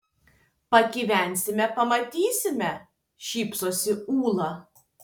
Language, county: Lithuanian, Tauragė